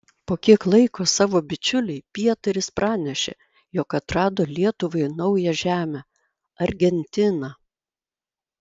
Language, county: Lithuanian, Vilnius